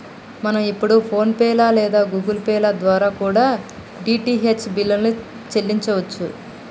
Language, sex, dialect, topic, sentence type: Telugu, female, Telangana, banking, statement